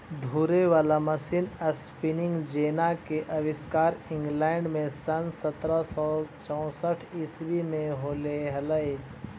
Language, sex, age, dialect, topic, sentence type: Magahi, male, 25-30, Central/Standard, agriculture, statement